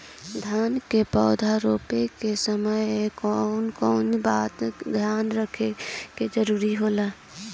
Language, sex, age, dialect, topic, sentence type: Bhojpuri, female, <18, Northern, agriculture, question